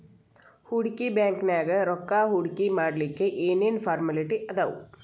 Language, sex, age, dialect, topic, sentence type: Kannada, female, 36-40, Dharwad Kannada, banking, statement